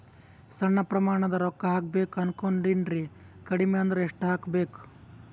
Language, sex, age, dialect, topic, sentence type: Kannada, male, 18-24, Northeastern, banking, question